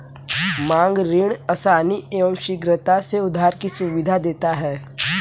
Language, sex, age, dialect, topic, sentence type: Hindi, male, 18-24, Kanauji Braj Bhasha, banking, statement